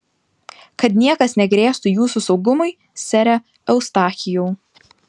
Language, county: Lithuanian, Vilnius